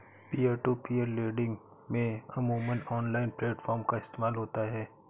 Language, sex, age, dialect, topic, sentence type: Hindi, male, 18-24, Awadhi Bundeli, banking, statement